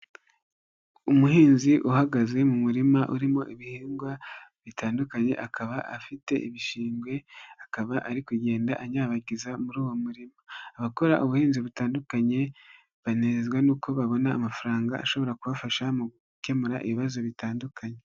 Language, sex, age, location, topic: Kinyarwanda, female, 18-24, Nyagatare, agriculture